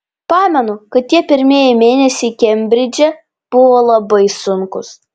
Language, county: Lithuanian, Panevėžys